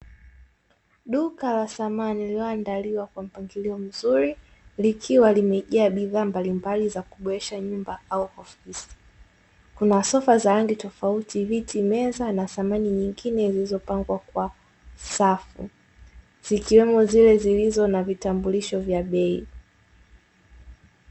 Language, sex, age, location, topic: Swahili, female, 18-24, Dar es Salaam, finance